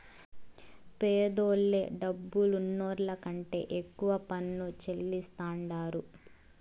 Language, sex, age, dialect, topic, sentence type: Telugu, female, 18-24, Southern, banking, statement